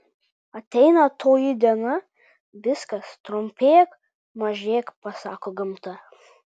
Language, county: Lithuanian, Vilnius